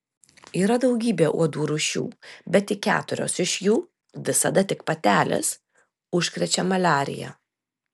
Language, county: Lithuanian, Telšiai